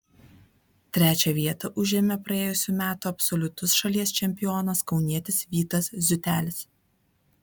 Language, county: Lithuanian, Vilnius